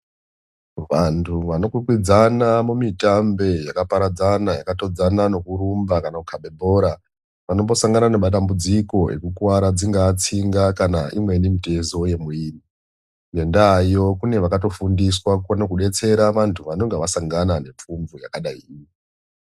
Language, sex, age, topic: Ndau, male, 36-49, health